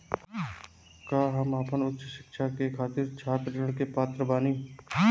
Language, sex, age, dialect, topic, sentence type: Bhojpuri, male, 25-30, Southern / Standard, banking, statement